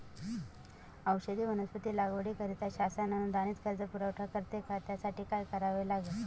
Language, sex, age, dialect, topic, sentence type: Marathi, female, 25-30, Northern Konkan, agriculture, question